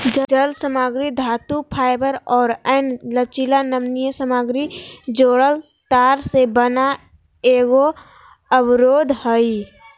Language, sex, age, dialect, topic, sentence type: Magahi, female, 46-50, Southern, agriculture, statement